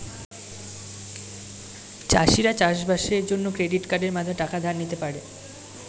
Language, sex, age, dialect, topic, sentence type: Bengali, male, 18-24, Standard Colloquial, agriculture, statement